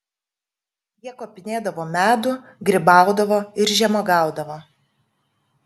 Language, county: Lithuanian, Kaunas